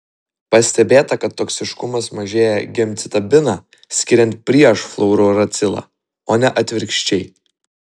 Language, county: Lithuanian, Vilnius